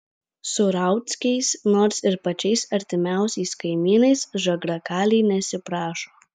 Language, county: Lithuanian, Kaunas